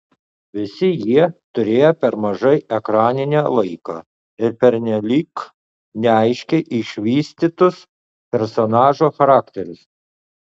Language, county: Lithuanian, Utena